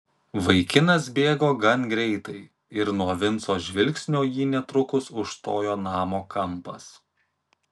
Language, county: Lithuanian, Kaunas